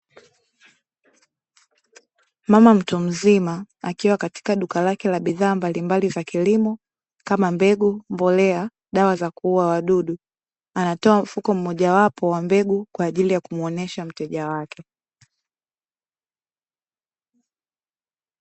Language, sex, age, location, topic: Swahili, female, 18-24, Dar es Salaam, agriculture